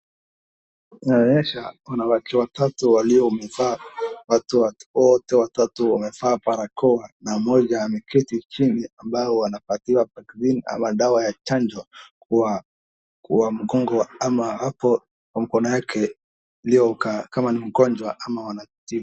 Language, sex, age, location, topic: Swahili, male, 18-24, Wajir, health